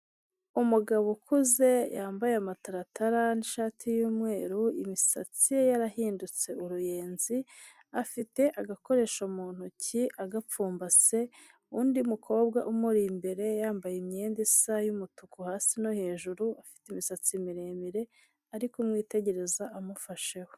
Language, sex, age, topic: Kinyarwanda, female, 25-35, health